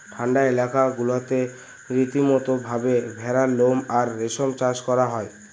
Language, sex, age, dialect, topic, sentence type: Bengali, male, <18, Northern/Varendri, agriculture, statement